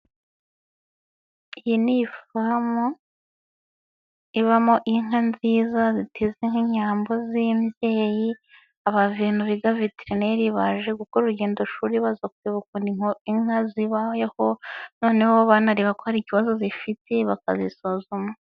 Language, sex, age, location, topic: Kinyarwanda, female, 25-35, Nyagatare, agriculture